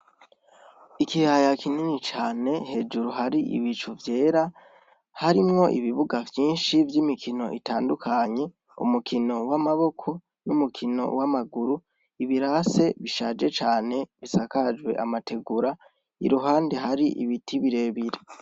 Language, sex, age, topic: Rundi, female, 18-24, education